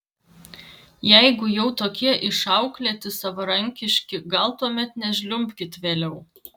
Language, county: Lithuanian, Vilnius